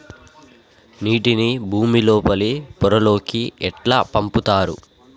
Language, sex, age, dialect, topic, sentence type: Telugu, male, 51-55, Telangana, agriculture, question